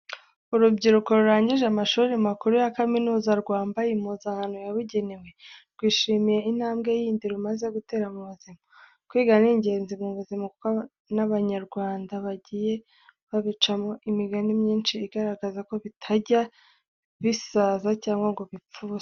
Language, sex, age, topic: Kinyarwanda, female, 18-24, education